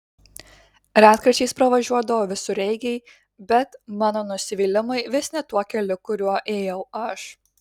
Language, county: Lithuanian, Kaunas